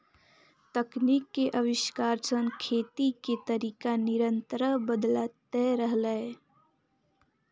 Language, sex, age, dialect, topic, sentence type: Maithili, female, 25-30, Eastern / Thethi, agriculture, statement